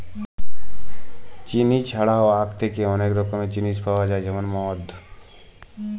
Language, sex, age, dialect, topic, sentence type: Bengali, male, 25-30, Jharkhandi, agriculture, statement